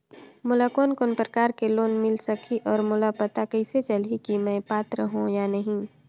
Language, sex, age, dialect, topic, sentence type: Chhattisgarhi, female, 25-30, Northern/Bhandar, banking, question